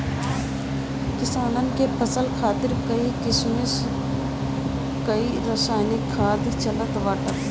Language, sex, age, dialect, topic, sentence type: Bhojpuri, female, 60-100, Northern, agriculture, statement